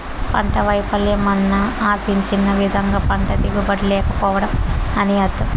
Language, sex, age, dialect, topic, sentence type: Telugu, female, 18-24, Southern, agriculture, statement